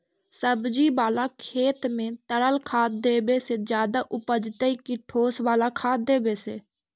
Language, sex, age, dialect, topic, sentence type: Magahi, female, 46-50, Central/Standard, agriculture, question